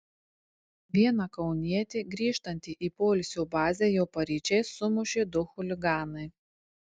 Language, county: Lithuanian, Tauragė